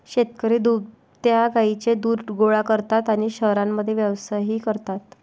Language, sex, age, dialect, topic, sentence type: Marathi, female, 18-24, Varhadi, agriculture, statement